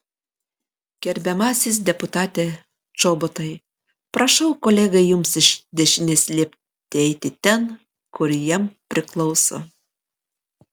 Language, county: Lithuanian, Panevėžys